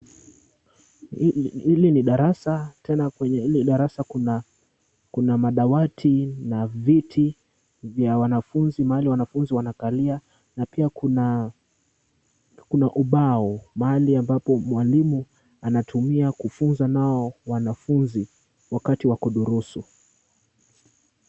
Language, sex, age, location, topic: Swahili, male, 18-24, Kisumu, education